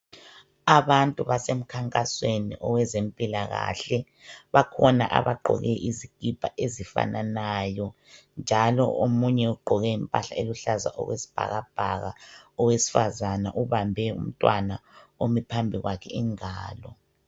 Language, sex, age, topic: North Ndebele, male, 36-49, health